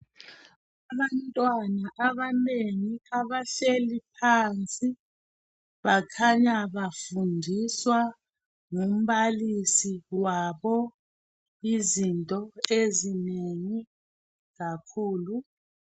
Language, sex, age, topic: North Ndebele, female, 36-49, education